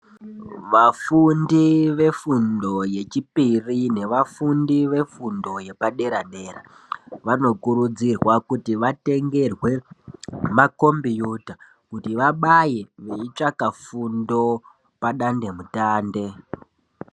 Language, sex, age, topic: Ndau, male, 18-24, education